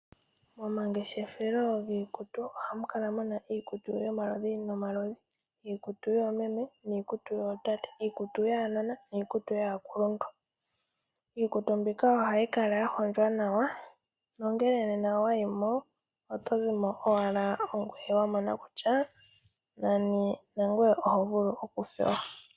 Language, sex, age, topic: Oshiwambo, female, 18-24, finance